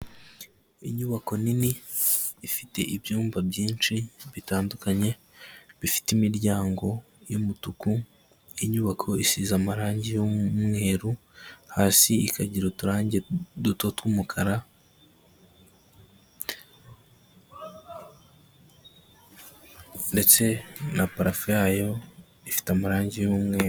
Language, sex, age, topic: Kinyarwanda, male, 25-35, health